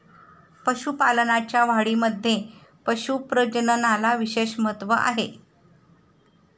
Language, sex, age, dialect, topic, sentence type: Marathi, female, 51-55, Standard Marathi, agriculture, statement